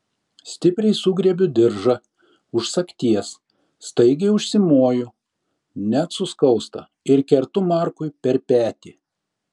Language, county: Lithuanian, Šiauliai